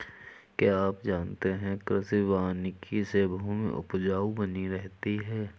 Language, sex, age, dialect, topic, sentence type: Hindi, male, 41-45, Awadhi Bundeli, agriculture, statement